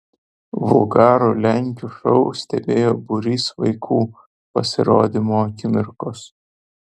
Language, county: Lithuanian, Vilnius